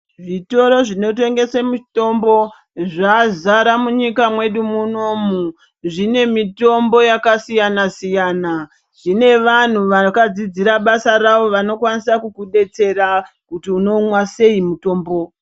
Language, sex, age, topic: Ndau, male, 36-49, health